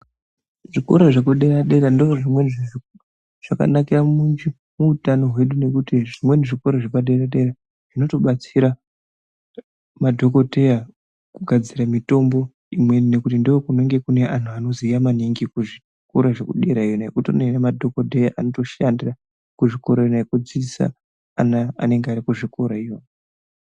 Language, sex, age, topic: Ndau, male, 18-24, education